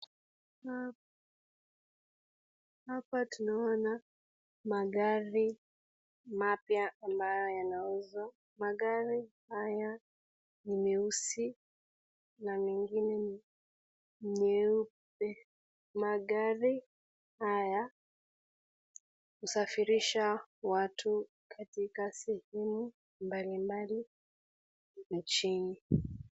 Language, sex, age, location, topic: Swahili, female, 36-49, Nakuru, finance